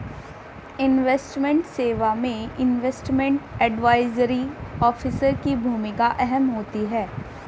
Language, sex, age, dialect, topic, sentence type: Hindi, male, 25-30, Hindustani Malvi Khadi Boli, banking, statement